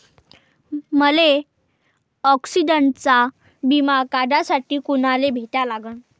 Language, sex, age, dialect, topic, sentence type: Marathi, female, 18-24, Varhadi, banking, question